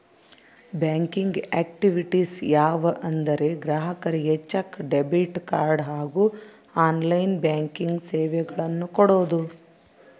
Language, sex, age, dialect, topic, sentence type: Kannada, female, 31-35, Central, banking, statement